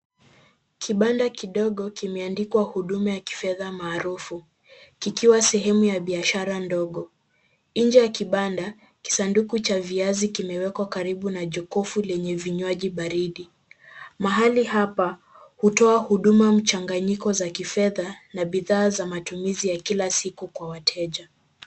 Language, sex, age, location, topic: Swahili, female, 18-24, Kisumu, finance